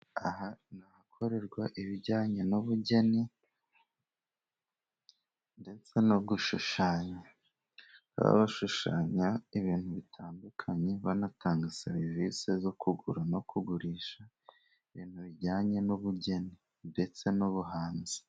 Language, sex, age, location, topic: Kinyarwanda, male, 25-35, Musanze, government